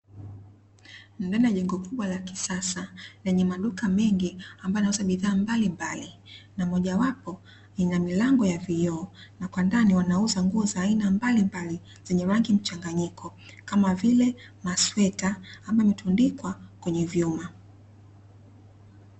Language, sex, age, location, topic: Swahili, female, 25-35, Dar es Salaam, finance